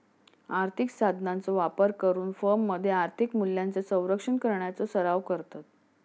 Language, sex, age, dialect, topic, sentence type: Marathi, female, 56-60, Southern Konkan, banking, statement